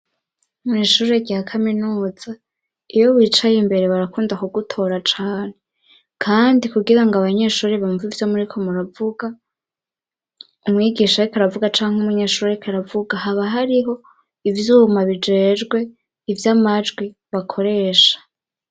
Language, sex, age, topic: Rundi, male, 18-24, education